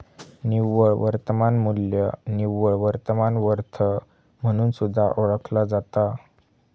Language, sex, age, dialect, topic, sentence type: Marathi, male, 18-24, Southern Konkan, banking, statement